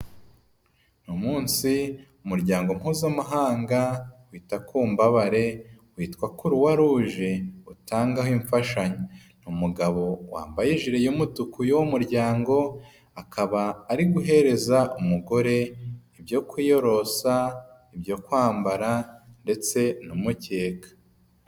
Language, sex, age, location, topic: Kinyarwanda, female, 25-35, Nyagatare, health